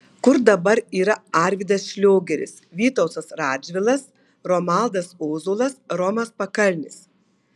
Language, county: Lithuanian, Marijampolė